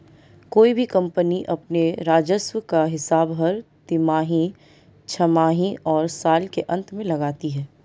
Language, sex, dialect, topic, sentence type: Hindi, female, Marwari Dhudhari, banking, statement